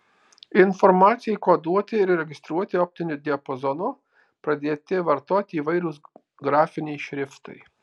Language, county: Lithuanian, Alytus